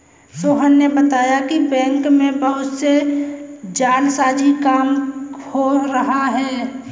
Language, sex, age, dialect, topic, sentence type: Hindi, female, 18-24, Kanauji Braj Bhasha, banking, statement